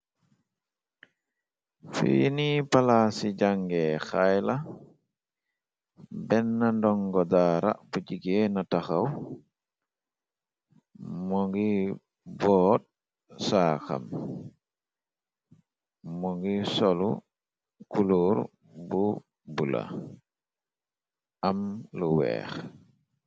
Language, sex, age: Wolof, male, 25-35